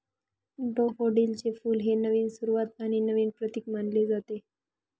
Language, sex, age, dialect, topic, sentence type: Marathi, female, 41-45, Northern Konkan, agriculture, statement